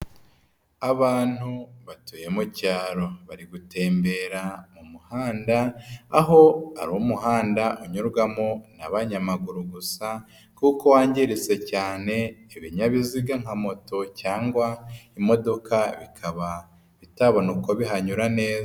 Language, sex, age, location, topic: Kinyarwanda, female, 25-35, Nyagatare, government